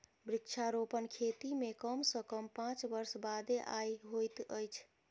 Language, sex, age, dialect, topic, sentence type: Maithili, female, 25-30, Southern/Standard, agriculture, statement